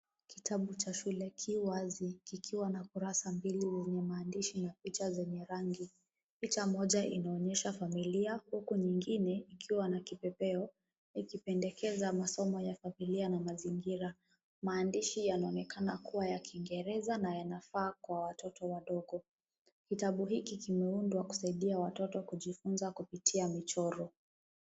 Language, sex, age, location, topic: Swahili, female, 18-24, Kisumu, education